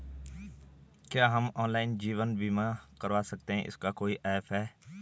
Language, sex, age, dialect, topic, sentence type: Hindi, male, 18-24, Garhwali, banking, question